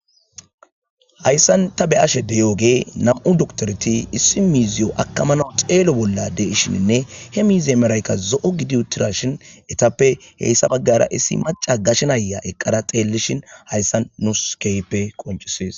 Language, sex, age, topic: Gamo, male, 25-35, agriculture